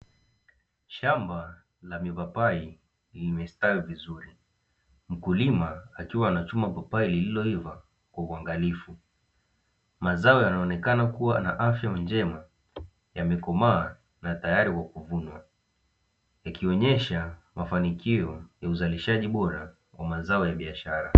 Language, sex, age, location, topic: Swahili, male, 18-24, Dar es Salaam, agriculture